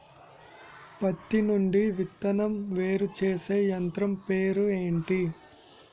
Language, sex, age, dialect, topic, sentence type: Telugu, male, 18-24, Utterandhra, agriculture, question